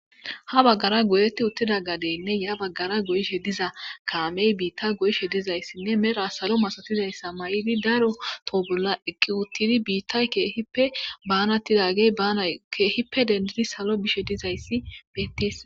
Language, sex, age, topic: Gamo, female, 25-35, agriculture